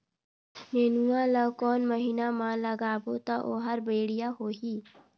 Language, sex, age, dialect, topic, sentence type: Chhattisgarhi, female, 18-24, Northern/Bhandar, agriculture, question